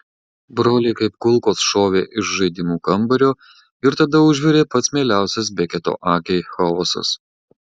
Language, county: Lithuanian, Marijampolė